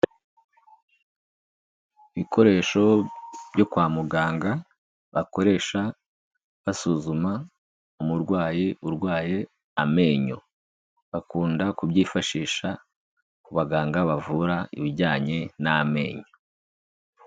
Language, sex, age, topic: Kinyarwanda, female, 25-35, health